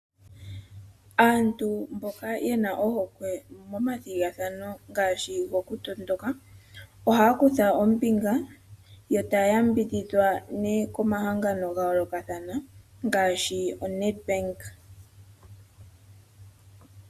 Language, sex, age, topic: Oshiwambo, female, 25-35, finance